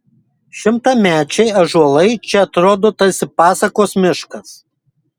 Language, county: Lithuanian, Kaunas